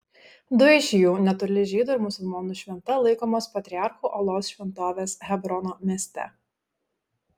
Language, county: Lithuanian, Šiauliai